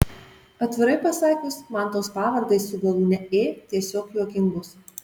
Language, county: Lithuanian, Marijampolė